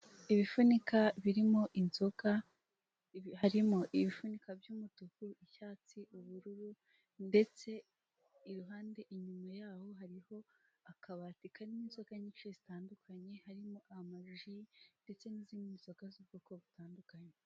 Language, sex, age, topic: Kinyarwanda, female, 18-24, finance